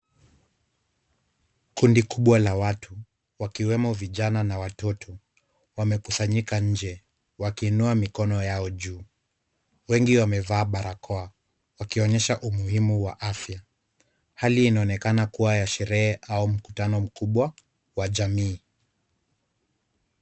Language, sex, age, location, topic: Swahili, male, 25-35, Kisumu, health